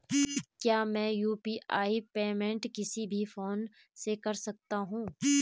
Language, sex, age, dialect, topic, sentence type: Hindi, female, 25-30, Garhwali, banking, question